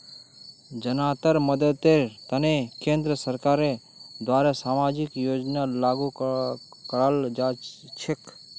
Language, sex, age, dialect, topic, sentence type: Magahi, male, 31-35, Northeastern/Surjapuri, banking, statement